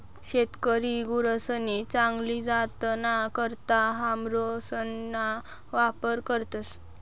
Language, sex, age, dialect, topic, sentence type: Marathi, female, 18-24, Northern Konkan, agriculture, statement